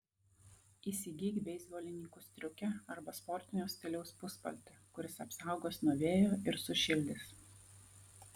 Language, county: Lithuanian, Vilnius